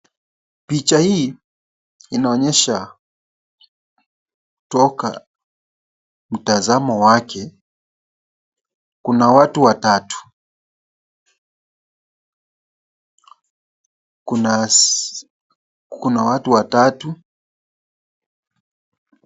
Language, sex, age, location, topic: Swahili, male, 25-35, Kisumu, finance